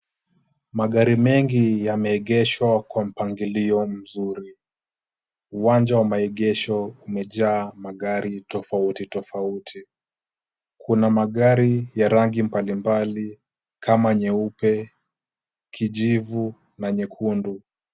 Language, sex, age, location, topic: Swahili, male, 18-24, Kisumu, finance